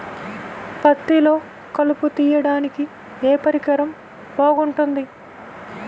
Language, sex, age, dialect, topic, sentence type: Telugu, female, 25-30, Central/Coastal, agriculture, question